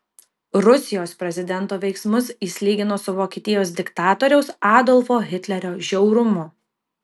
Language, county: Lithuanian, Kaunas